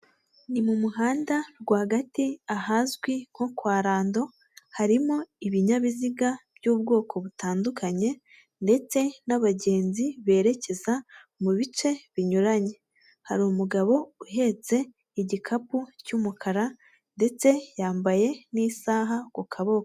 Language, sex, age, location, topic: Kinyarwanda, female, 18-24, Huye, government